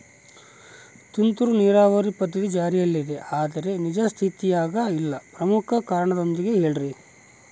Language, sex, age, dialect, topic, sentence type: Kannada, male, 36-40, Central, agriculture, question